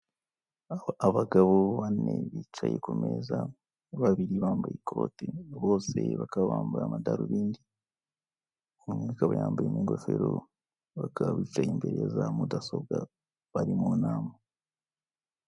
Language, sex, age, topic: Kinyarwanda, male, 25-35, government